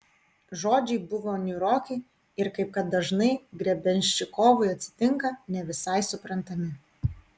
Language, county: Lithuanian, Kaunas